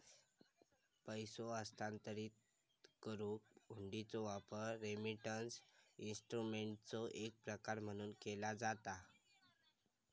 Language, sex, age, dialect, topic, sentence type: Marathi, male, 18-24, Southern Konkan, banking, statement